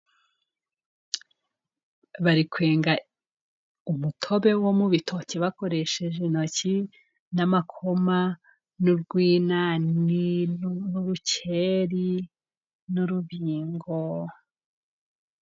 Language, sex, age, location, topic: Kinyarwanda, female, 18-24, Musanze, government